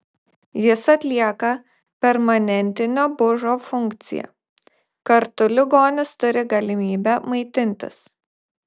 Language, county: Lithuanian, Šiauliai